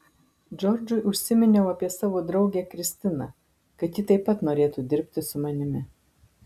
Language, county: Lithuanian, Marijampolė